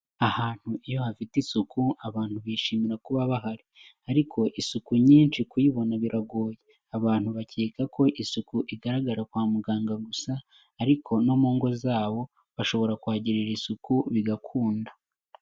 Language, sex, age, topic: Kinyarwanda, male, 18-24, health